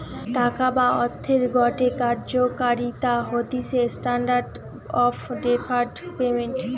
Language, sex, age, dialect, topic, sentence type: Bengali, female, 18-24, Western, banking, statement